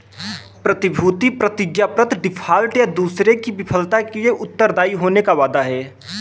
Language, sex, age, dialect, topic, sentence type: Hindi, male, 18-24, Kanauji Braj Bhasha, banking, statement